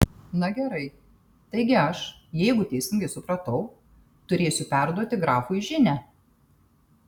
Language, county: Lithuanian, Tauragė